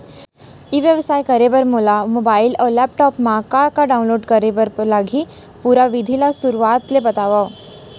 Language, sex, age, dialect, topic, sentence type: Chhattisgarhi, female, 41-45, Central, agriculture, question